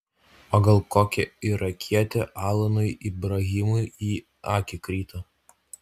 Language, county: Lithuanian, Utena